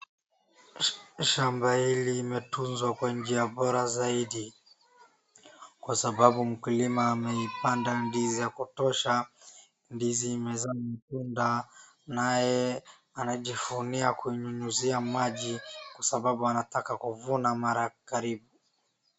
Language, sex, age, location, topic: Swahili, female, 36-49, Wajir, agriculture